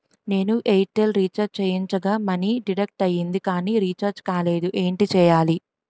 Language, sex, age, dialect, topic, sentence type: Telugu, female, 18-24, Utterandhra, banking, question